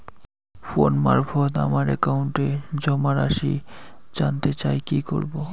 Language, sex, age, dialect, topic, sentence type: Bengali, male, 51-55, Rajbangshi, banking, question